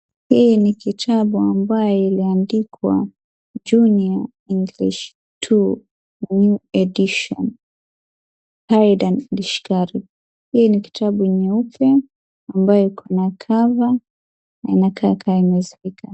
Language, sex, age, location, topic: Swahili, female, 18-24, Wajir, education